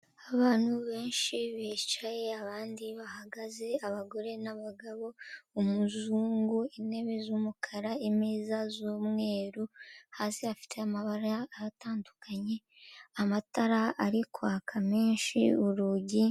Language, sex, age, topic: Kinyarwanda, female, 25-35, government